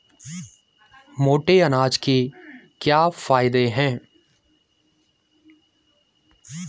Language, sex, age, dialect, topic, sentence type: Hindi, male, 18-24, Garhwali, agriculture, question